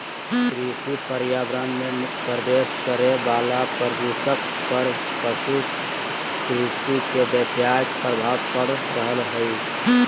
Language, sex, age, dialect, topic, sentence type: Magahi, male, 36-40, Southern, agriculture, statement